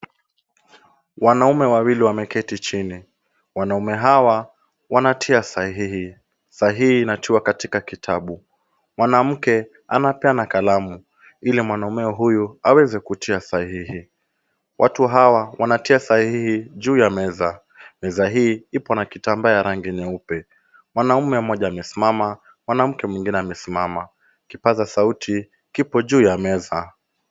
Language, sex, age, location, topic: Swahili, male, 18-24, Kisumu, government